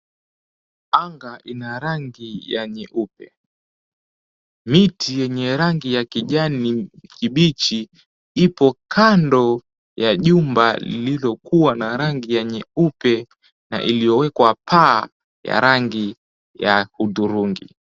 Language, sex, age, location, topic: Swahili, male, 18-24, Mombasa, government